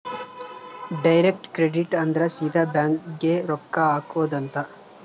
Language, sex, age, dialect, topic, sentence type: Kannada, male, 18-24, Central, banking, statement